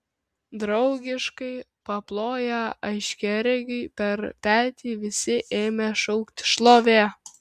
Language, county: Lithuanian, Kaunas